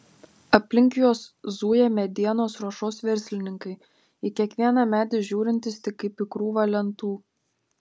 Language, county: Lithuanian, Panevėžys